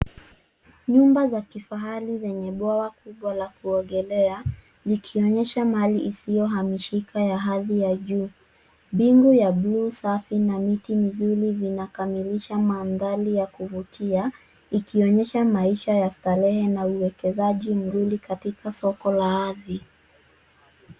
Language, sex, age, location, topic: Swahili, female, 18-24, Nairobi, finance